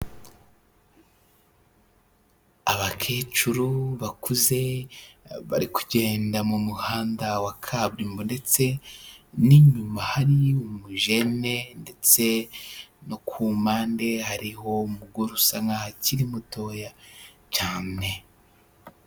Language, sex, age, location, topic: Kinyarwanda, male, 18-24, Huye, health